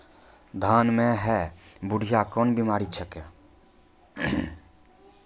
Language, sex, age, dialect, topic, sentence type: Maithili, male, 18-24, Angika, agriculture, question